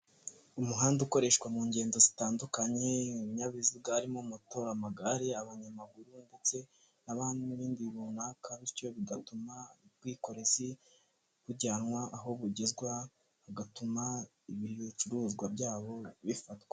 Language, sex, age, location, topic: Kinyarwanda, male, 18-24, Kigali, government